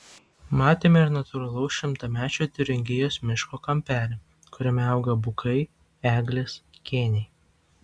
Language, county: Lithuanian, Vilnius